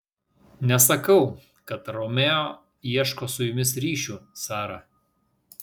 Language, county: Lithuanian, Vilnius